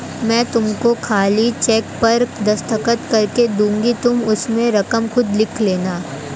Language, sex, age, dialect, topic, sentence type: Hindi, male, 18-24, Marwari Dhudhari, banking, statement